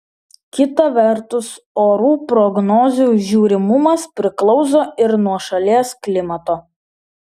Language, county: Lithuanian, Vilnius